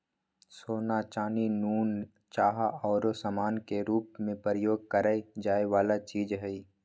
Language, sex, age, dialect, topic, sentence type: Magahi, male, 18-24, Western, banking, statement